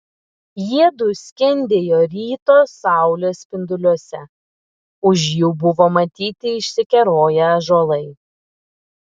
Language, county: Lithuanian, Klaipėda